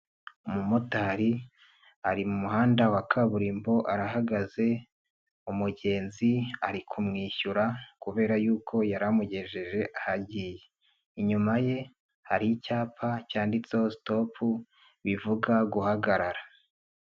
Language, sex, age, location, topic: Kinyarwanda, male, 25-35, Nyagatare, government